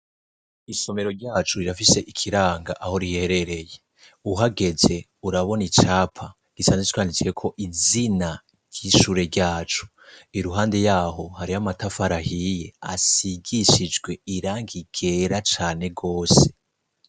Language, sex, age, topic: Rundi, male, 25-35, education